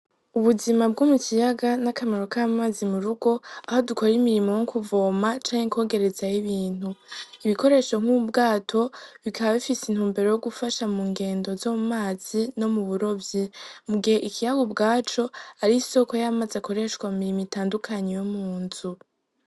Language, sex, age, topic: Rundi, female, 18-24, agriculture